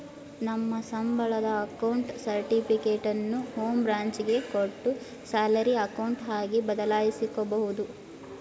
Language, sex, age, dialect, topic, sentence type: Kannada, female, 18-24, Mysore Kannada, banking, statement